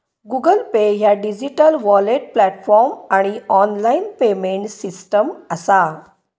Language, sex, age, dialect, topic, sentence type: Marathi, female, 56-60, Southern Konkan, banking, statement